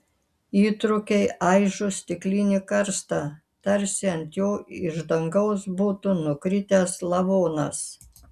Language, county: Lithuanian, Kaunas